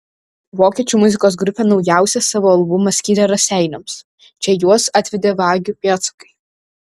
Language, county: Lithuanian, Šiauliai